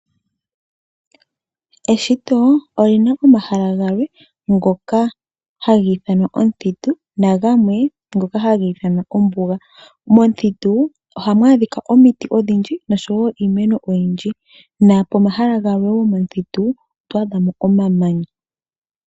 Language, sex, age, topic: Oshiwambo, female, 18-24, agriculture